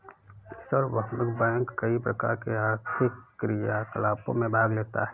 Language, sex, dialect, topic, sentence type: Hindi, male, Awadhi Bundeli, banking, statement